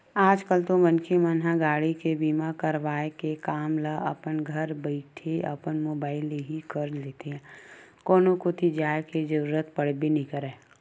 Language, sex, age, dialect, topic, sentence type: Chhattisgarhi, female, 18-24, Western/Budati/Khatahi, banking, statement